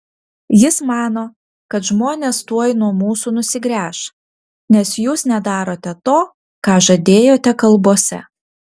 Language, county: Lithuanian, Vilnius